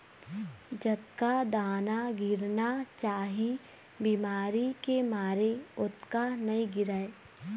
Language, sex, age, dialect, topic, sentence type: Chhattisgarhi, female, 18-24, Eastern, agriculture, statement